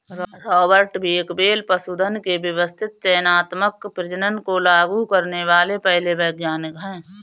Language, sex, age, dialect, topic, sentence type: Hindi, female, 25-30, Awadhi Bundeli, agriculture, statement